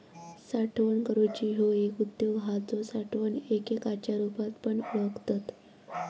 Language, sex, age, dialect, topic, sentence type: Marathi, female, 41-45, Southern Konkan, agriculture, statement